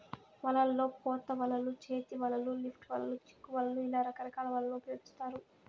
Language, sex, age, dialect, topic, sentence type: Telugu, female, 18-24, Southern, agriculture, statement